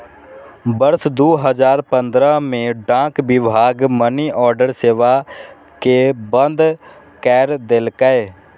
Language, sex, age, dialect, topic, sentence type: Maithili, male, 18-24, Eastern / Thethi, banking, statement